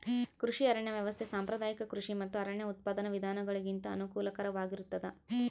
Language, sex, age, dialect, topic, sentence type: Kannada, female, 25-30, Central, agriculture, statement